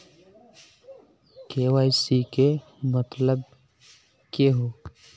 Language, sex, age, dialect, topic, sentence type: Magahi, male, 31-35, Northeastern/Surjapuri, banking, question